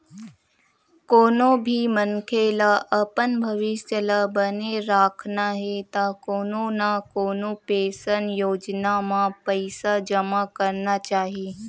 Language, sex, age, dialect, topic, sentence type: Chhattisgarhi, female, 18-24, Western/Budati/Khatahi, banking, statement